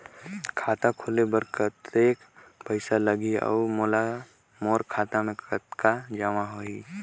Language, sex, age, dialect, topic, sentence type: Chhattisgarhi, male, 18-24, Northern/Bhandar, banking, question